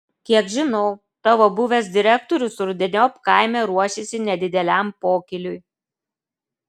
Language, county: Lithuanian, Klaipėda